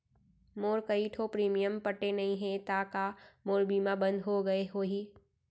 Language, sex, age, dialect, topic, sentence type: Chhattisgarhi, female, 18-24, Central, banking, question